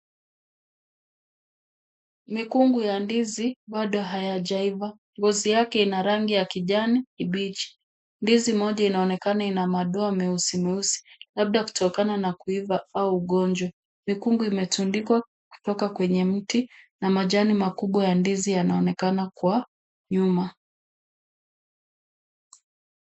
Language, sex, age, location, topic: Swahili, female, 50+, Kisumu, agriculture